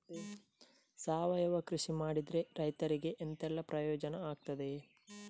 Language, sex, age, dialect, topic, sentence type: Kannada, male, 31-35, Coastal/Dakshin, agriculture, question